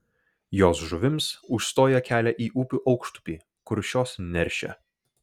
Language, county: Lithuanian, Vilnius